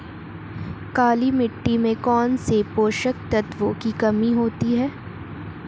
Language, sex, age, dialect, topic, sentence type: Hindi, female, 18-24, Marwari Dhudhari, agriculture, question